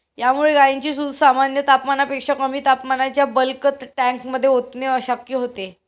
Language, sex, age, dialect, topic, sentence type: Marathi, female, 18-24, Standard Marathi, agriculture, statement